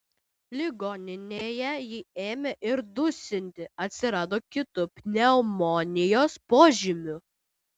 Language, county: Lithuanian, Utena